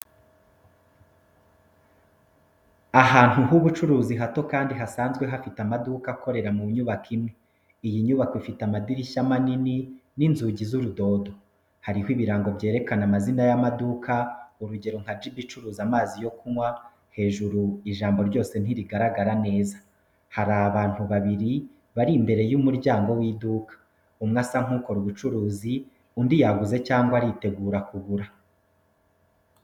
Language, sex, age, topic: Kinyarwanda, male, 25-35, education